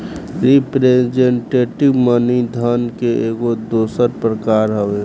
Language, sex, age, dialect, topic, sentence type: Bhojpuri, male, 18-24, Southern / Standard, banking, statement